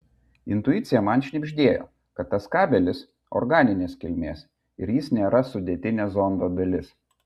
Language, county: Lithuanian, Vilnius